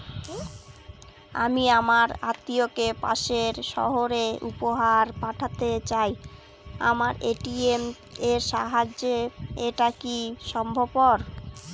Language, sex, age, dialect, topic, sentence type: Bengali, female, 18-24, Northern/Varendri, banking, question